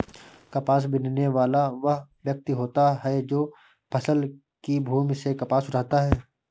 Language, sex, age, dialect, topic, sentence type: Hindi, male, 25-30, Awadhi Bundeli, agriculture, statement